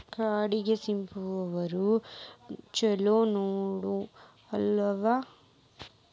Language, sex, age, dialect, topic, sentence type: Kannada, female, 18-24, Dharwad Kannada, agriculture, question